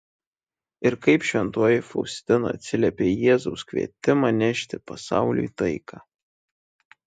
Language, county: Lithuanian, Šiauliai